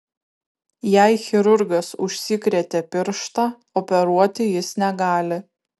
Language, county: Lithuanian, Kaunas